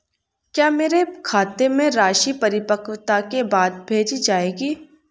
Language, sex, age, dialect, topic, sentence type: Hindi, female, 18-24, Hindustani Malvi Khadi Boli, banking, question